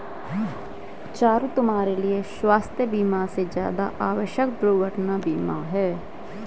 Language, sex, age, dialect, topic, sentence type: Hindi, female, 25-30, Hindustani Malvi Khadi Boli, banking, statement